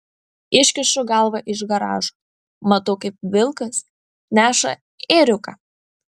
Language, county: Lithuanian, Vilnius